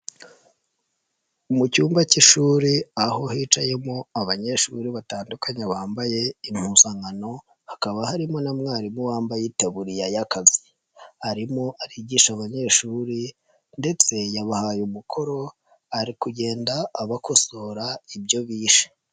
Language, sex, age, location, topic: Kinyarwanda, male, 25-35, Nyagatare, education